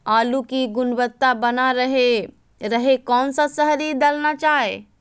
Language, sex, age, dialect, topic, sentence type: Magahi, female, 31-35, Southern, agriculture, question